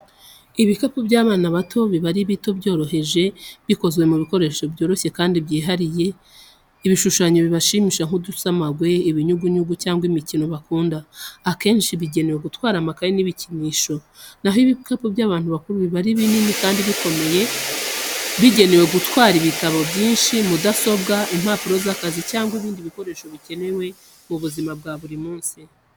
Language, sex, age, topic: Kinyarwanda, female, 25-35, education